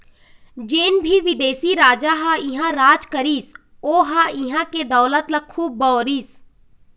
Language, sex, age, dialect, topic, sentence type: Chhattisgarhi, female, 25-30, Eastern, banking, statement